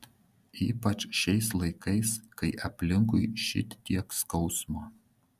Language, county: Lithuanian, Šiauliai